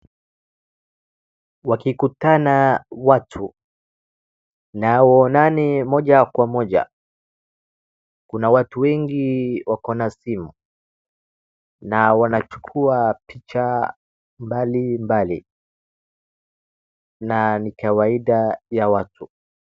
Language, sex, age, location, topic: Swahili, male, 36-49, Wajir, government